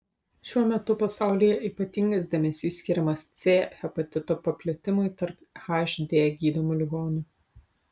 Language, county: Lithuanian, Utena